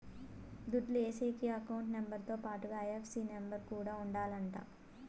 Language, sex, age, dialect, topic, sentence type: Telugu, female, 18-24, Southern, banking, statement